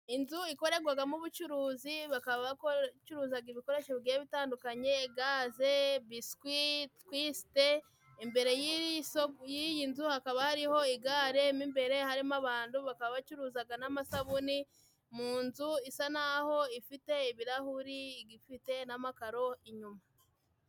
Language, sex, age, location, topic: Kinyarwanda, female, 25-35, Musanze, finance